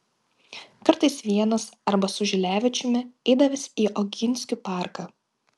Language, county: Lithuanian, Kaunas